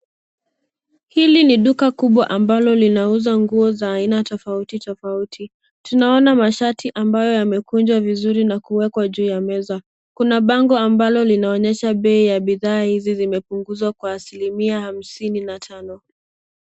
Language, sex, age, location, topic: Swahili, female, 18-24, Nairobi, finance